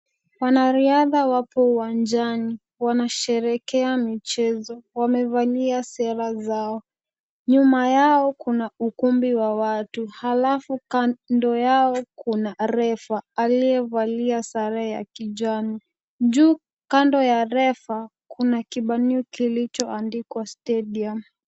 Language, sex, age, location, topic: Swahili, female, 18-24, Kisumu, government